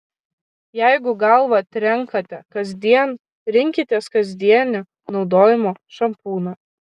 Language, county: Lithuanian, Kaunas